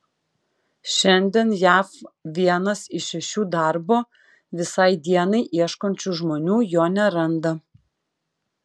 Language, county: Lithuanian, Klaipėda